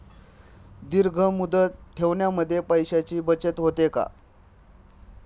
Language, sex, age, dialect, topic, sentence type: Marathi, male, 25-30, Standard Marathi, banking, question